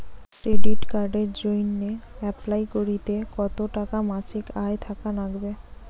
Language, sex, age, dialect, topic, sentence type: Bengali, female, 18-24, Rajbangshi, banking, question